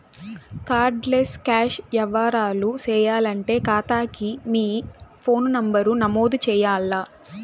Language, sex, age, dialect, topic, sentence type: Telugu, female, 18-24, Southern, banking, statement